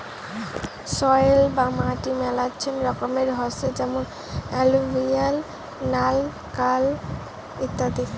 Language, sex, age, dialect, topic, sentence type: Bengali, female, <18, Rajbangshi, agriculture, statement